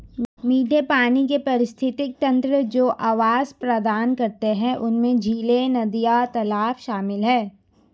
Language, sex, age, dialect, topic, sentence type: Hindi, female, 18-24, Hindustani Malvi Khadi Boli, agriculture, statement